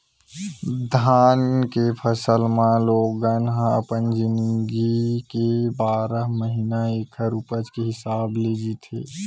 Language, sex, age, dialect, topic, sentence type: Chhattisgarhi, male, 18-24, Western/Budati/Khatahi, agriculture, statement